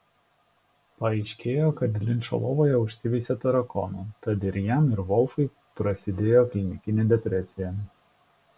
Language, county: Lithuanian, Šiauliai